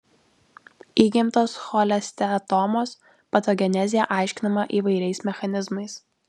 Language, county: Lithuanian, Alytus